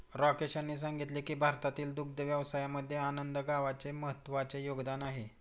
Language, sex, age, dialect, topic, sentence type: Marathi, male, 46-50, Standard Marathi, agriculture, statement